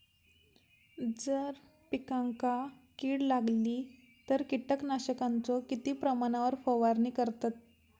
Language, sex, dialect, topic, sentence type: Marathi, female, Southern Konkan, agriculture, question